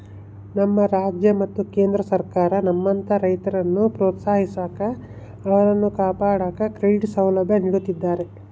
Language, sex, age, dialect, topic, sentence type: Kannada, male, 25-30, Central, agriculture, statement